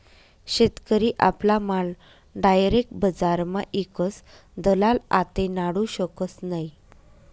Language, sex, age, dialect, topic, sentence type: Marathi, female, 25-30, Northern Konkan, agriculture, statement